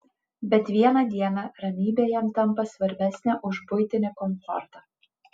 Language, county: Lithuanian, Panevėžys